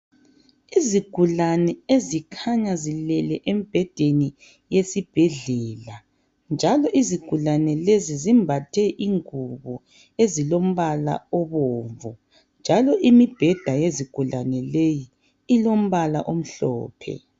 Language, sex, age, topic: North Ndebele, female, 25-35, health